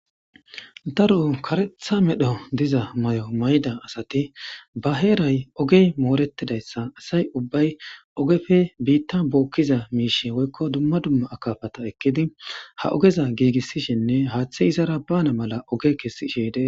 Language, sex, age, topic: Gamo, female, 18-24, government